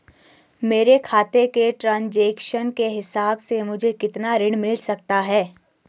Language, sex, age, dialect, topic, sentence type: Hindi, female, 25-30, Garhwali, banking, question